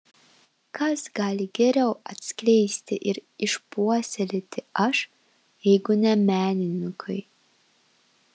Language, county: Lithuanian, Vilnius